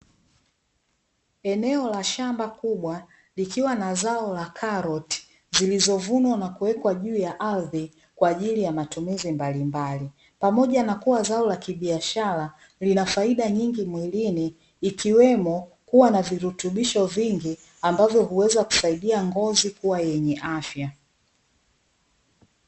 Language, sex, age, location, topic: Swahili, female, 25-35, Dar es Salaam, agriculture